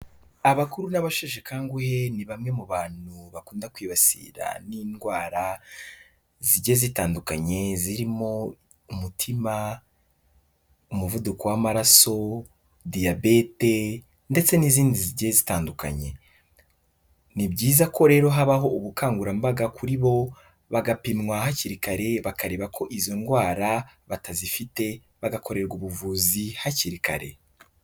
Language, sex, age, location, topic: Kinyarwanda, male, 18-24, Kigali, health